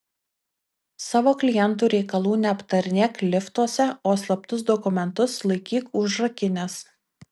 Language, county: Lithuanian, Kaunas